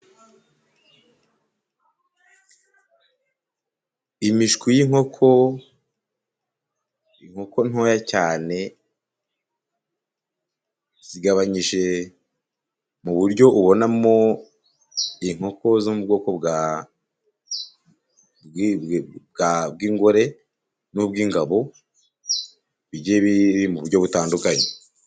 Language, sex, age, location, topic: Kinyarwanda, male, 50+, Musanze, agriculture